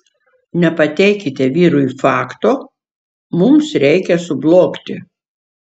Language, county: Lithuanian, Šiauliai